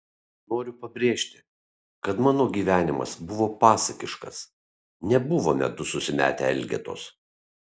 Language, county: Lithuanian, Kaunas